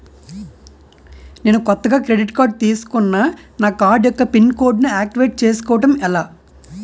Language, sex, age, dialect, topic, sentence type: Telugu, male, 18-24, Utterandhra, banking, question